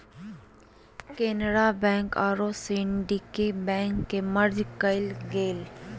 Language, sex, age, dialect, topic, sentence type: Magahi, female, 31-35, Southern, banking, statement